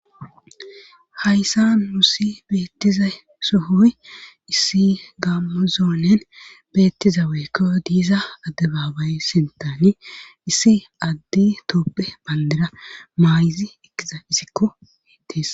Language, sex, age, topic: Gamo, female, 25-35, government